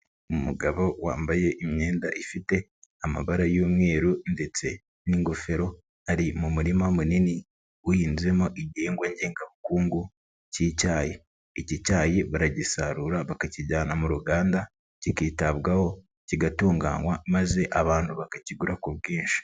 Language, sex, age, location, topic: Kinyarwanda, male, 36-49, Nyagatare, agriculture